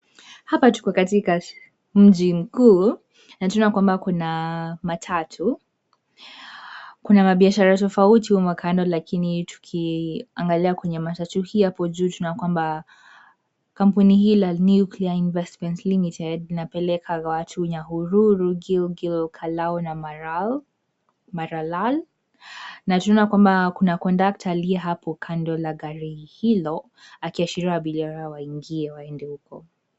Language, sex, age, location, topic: Swahili, female, 18-24, Nairobi, government